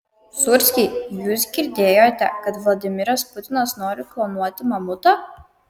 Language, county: Lithuanian, Kaunas